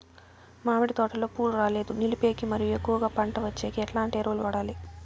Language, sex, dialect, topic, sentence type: Telugu, female, Southern, agriculture, question